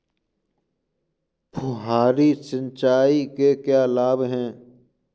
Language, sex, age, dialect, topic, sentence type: Hindi, male, 18-24, Kanauji Braj Bhasha, agriculture, question